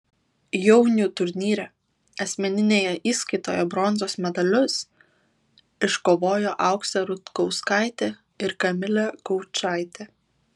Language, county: Lithuanian, Vilnius